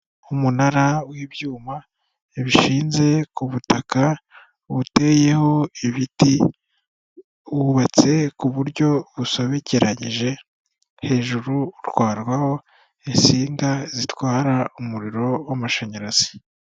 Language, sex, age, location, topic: Kinyarwanda, female, 18-24, Kigali, government